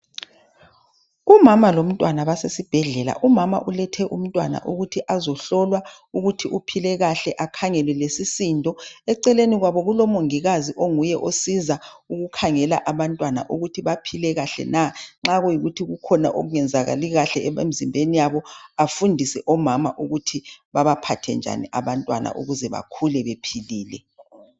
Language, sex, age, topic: North Ndebele, male, 36-49, health